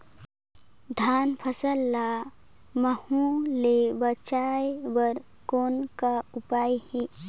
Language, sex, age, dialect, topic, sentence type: Chhattisgarhi, female, 31-35, Northern/Bhandar, agriculture, question